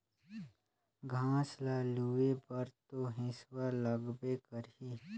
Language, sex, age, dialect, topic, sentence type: Chhattisgarhi, male, 25-30, Northern/Bhandar, agriculture, statement